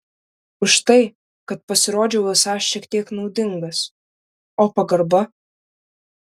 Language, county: Lithuanian, Vilnius